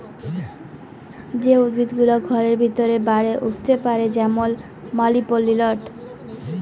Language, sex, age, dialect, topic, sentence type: Bengali, female, 18-24, Jharkhandi, agriculture, statement